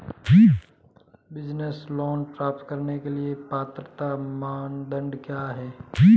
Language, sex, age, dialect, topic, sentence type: Hindi, male, 25-30, Marwari Dhudhari, banking, question